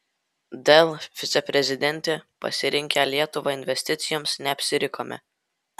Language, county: Lithuanian, Vilnius